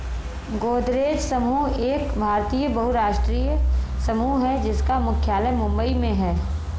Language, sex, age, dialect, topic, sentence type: Hindi, female, 25-30, Marwari Dhudhari, agriculture, statement